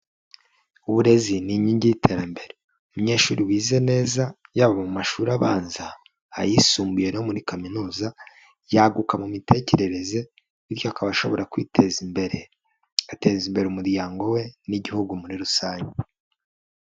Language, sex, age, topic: Kinyarwanda, male, 25-35, education